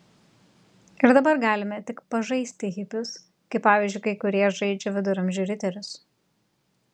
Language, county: Lithuanian, Telšiai